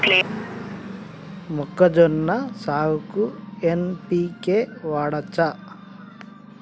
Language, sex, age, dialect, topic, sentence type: Telugu, male, 31-35, Telangana, agriculture, question